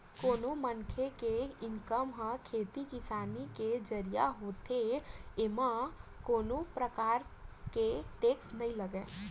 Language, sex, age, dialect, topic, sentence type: Chhattisgarhi, female, 18-24, Western/Budati/Khatahi, banking, statement